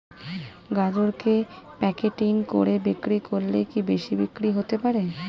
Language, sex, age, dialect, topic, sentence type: Bengali, female, 36-40, Standard Colloquial, agriculture, question